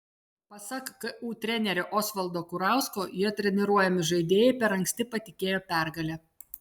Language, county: Lithuanian, Telšiai